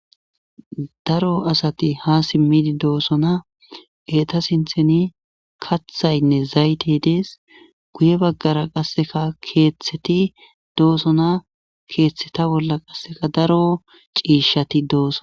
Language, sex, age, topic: Gamo, male, 18-24, government